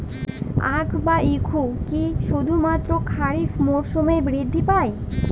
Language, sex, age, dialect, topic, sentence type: Bengali, female, 18-24, Jharkhandi, agriculture, question